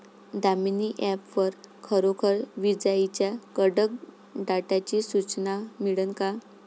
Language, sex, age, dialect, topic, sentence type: Marathi, female, 46-50, Varhadi, agriculture, question